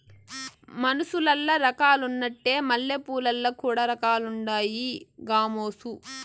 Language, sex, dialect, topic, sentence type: Telugu, female, Southern, agriculture, statement